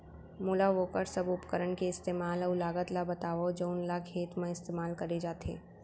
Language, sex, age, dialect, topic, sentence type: Chhattisgarhi, female, 18-24, Central, agriculture, question